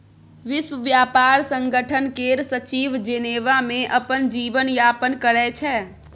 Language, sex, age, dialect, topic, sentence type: Maithili, female, 25-30, Bajjika, banking, statement